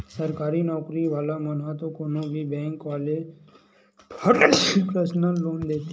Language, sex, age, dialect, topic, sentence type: Chhattisgarhi, male, 18-24, Western/Budati/Khatahi, banking, statement